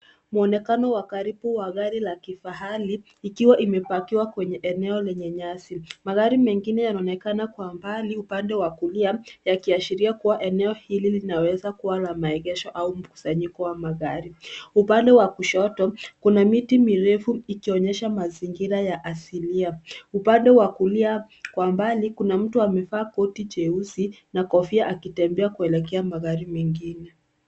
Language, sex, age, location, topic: Swahili, female, 18-24, Nairobi, finance